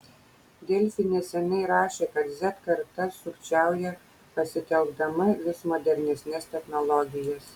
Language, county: Lithuanian, Kaunas